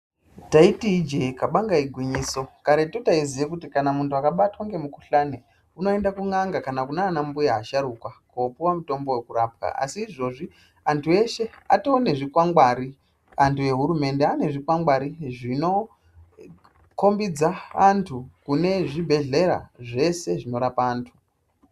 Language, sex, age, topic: Ndau, female, 18-24, health